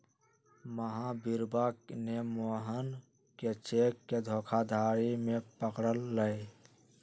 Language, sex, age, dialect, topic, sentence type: Magahi, male, 46-50, Western, banking, statement